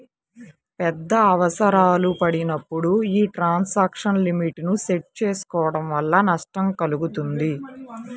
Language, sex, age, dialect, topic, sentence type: Telugu, female, 25-30, Central/Coastal, banking, statement